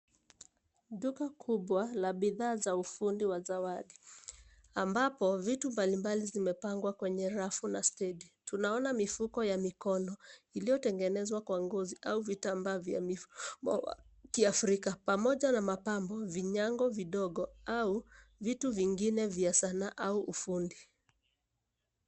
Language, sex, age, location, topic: Swahili, female, 25-35, Nairobi, finance